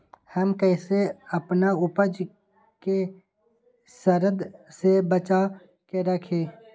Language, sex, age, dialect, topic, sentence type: Magahi, male, 25-30, Western, agriculture, question